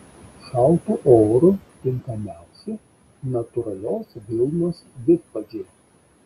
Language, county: Lithuanian, Šiauliai